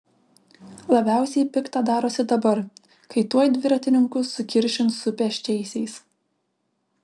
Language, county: Lithuanian, Vilnius